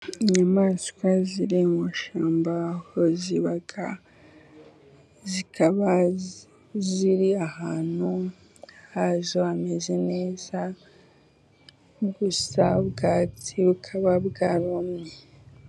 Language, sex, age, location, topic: Kinyarwanda, female, 18-24, Musanze, agriculture